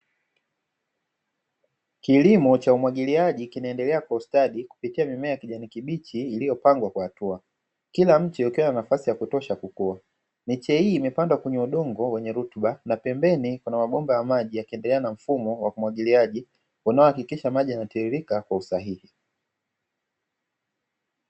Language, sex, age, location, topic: Swahili, male, 25-35, Dar es Salaam, agriculture